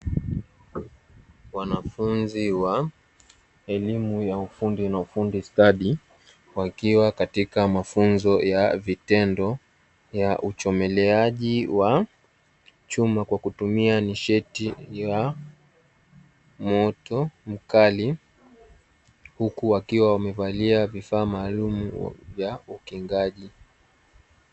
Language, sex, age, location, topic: Swahili, male, 18-24, Dar es Salaam, education